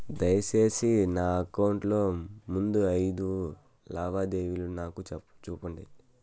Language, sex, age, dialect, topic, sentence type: Telugu, male, 25-30, Southern, banking, statement